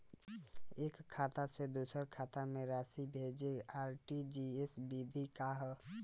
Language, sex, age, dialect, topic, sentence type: Bhojpuri, male, 18-24, Southern / Standard, banking, question